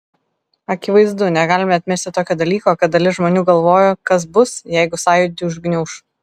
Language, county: Lithuanian, Vilnius